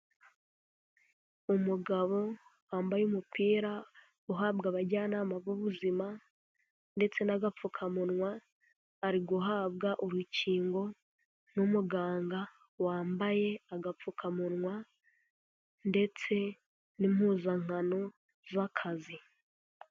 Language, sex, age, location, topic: Kinyarwanda, female, 18-24, Huye, health